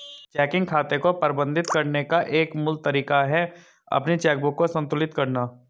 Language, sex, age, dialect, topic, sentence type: Hindi, male, 25-30, Hindustani Malvi Khadi Boli, banking, statement